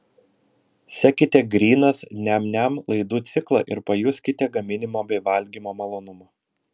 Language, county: Lithuanian, Vilnius